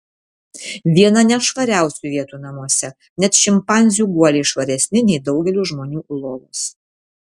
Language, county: Lithuanian, Vilnius